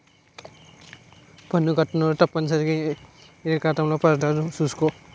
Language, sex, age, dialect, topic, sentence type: Telugu, male, 51-55, Utterandhra, banking, statement